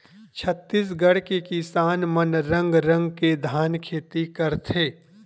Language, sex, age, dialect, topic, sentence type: Chhattisgarhi, male, 31-35, Western/Budati/Khatahi, agriculture, statement